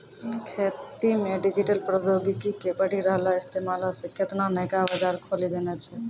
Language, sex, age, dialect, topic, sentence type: Maithili, female, 31-35, Angika, agriculture, statement